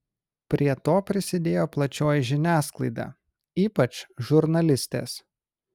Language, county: Lithuanian, Kaunas